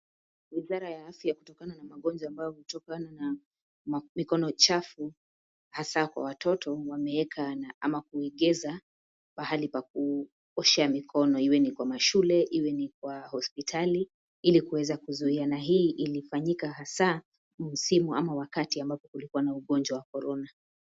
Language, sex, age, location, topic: Swahili, female, 25-35, Nairobi, health